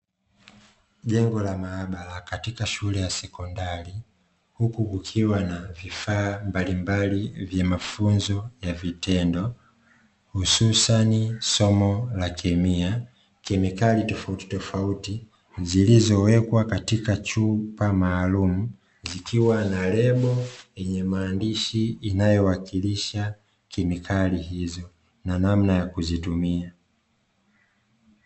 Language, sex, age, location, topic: Swahili, male, 25-35, Dar es Salaam, education